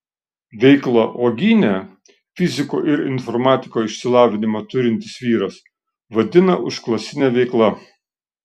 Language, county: Lithuanian, Šiauliai